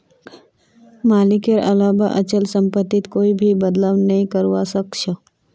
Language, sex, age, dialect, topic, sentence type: Magahi, female, 18-24, Northeastern/Surjapuri, banking, statement